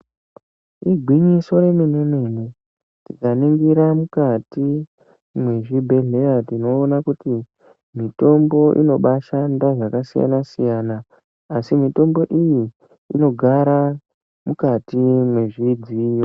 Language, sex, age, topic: Ndau, female, 18-24, health